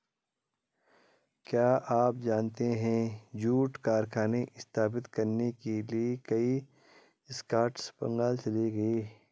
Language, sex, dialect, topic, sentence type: Hindi, male, Garhwali, agriculture, statement